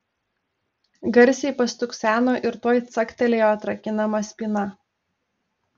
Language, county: Lithuanian, Telšiai